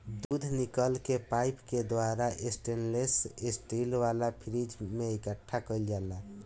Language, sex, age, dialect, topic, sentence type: Bhojpuri, male, 25-30, Southern / Standard, agriculture, statement